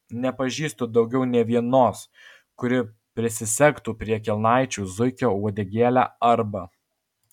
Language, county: Lithuanian, Alytus